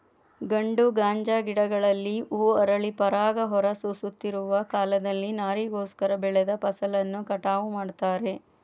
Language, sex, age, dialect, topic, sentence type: Kannada, female, 31-35, Mysore Kannada, agriculture, statement